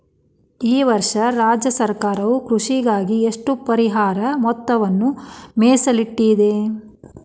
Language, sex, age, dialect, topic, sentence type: Kannada, female, 36-40, Dharwad Kannada, agriculture, question